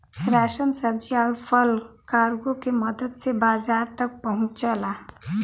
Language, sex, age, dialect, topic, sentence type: Bhojpuri, male, 18-24, Western, banking, statement